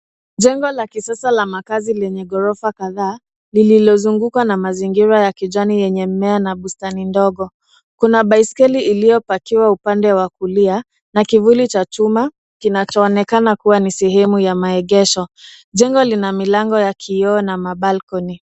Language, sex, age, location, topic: Swahili, female, 25-35, Nairobi, finance